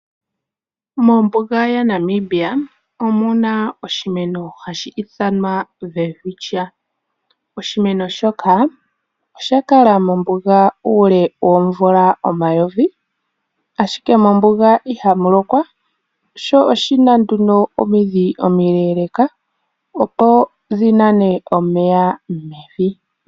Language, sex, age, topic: Oshiwambo, male, 18-24, agriculture